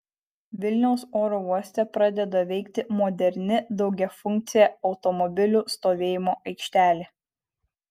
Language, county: Lithuanian, Kaunas